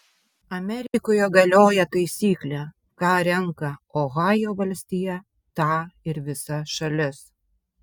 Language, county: Lithuanian, Vilnius